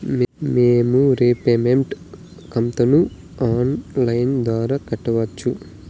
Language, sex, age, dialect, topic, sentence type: Telugu, male, 18-24, Southern, banking, question